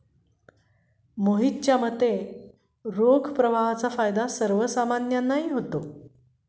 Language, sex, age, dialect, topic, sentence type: Marathi, female, 51-55, Standard Marathi, banking, statement